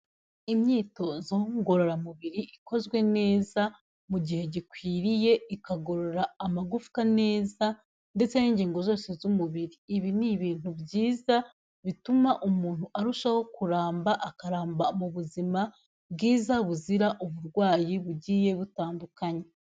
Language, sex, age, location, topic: Kinyarwanda, female, 18-24, Kigali, health